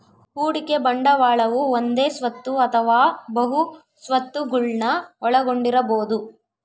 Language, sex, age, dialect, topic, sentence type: Kannada, female, 18-24, Central, banking, statement